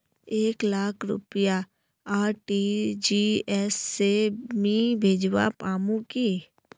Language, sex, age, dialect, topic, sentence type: Magahi, female, 18-24, Northeastern/Surjapuri, banking, statement